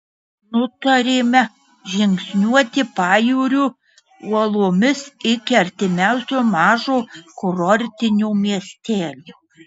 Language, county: Lithuanian, Marijampolė